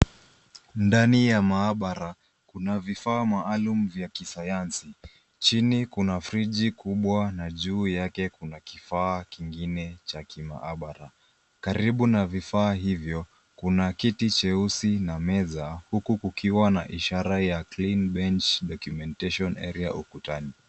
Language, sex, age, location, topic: Swahili, male, 25-35, Nairobi, health